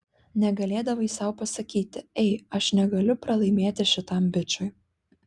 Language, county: Lithuanian, Klaipėda